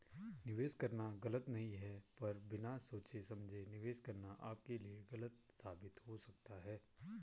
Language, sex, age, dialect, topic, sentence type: Hindi, male, 25-30, Garhwali, banking, statement